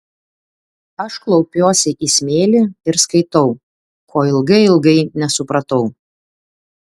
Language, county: Lithuanian, Klaipėda